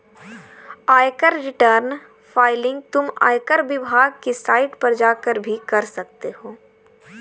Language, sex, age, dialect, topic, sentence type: Hindi, female, 18-24, Kanauji Braj Bhasha, banking, statement